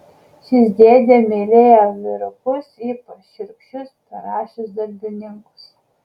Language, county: Lithuanian, Kaunas